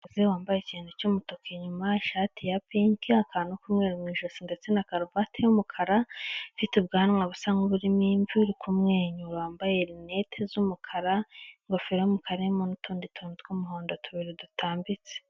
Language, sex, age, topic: Kinyarwanda, male, 18-24, government